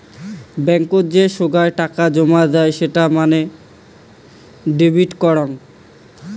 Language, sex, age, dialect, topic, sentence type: Bengali, male, 18-24, Rajbangshi, banking, statement